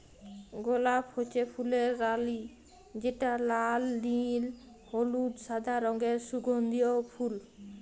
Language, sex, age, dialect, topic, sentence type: Bengali, female, 25-30, Jharkhandi, agriculture, statement